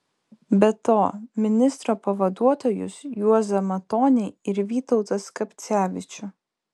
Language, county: Lithuanian, Vilnius